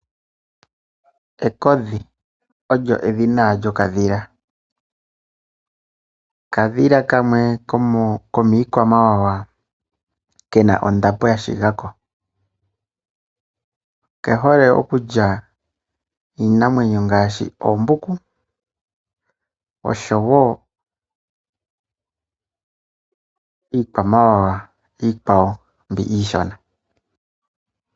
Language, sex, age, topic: Oshiwambo, male, 25-35, agriculture